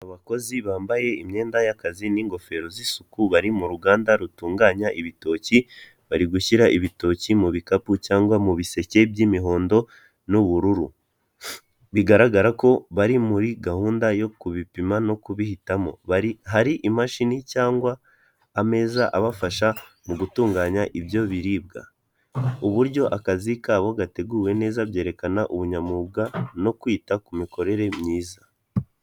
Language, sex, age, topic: Kinyarwanda, male, 18-24, finance